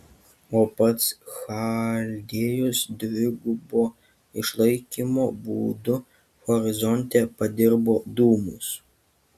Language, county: Lithuanian, Kaunas